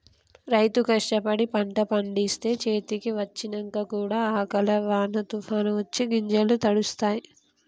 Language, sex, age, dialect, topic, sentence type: Telugu, female, 25-30, Telangana, agriculture, statement